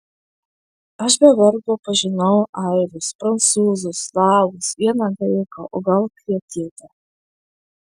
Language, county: Lithuanian, Šiauliai